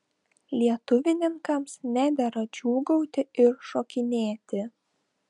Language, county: Lithuanian, Telšiai